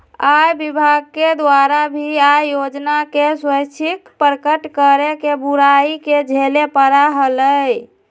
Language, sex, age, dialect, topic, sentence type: Magahi, female, 25-30, Western, banking, statement